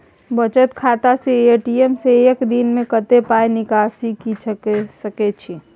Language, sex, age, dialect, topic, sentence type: Maithili, male, 25-30, Bajjika, banking, question